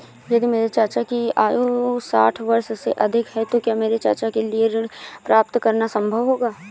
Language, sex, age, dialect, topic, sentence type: Hindi, female, 18-24, Awadhi Bundeli, banking, statement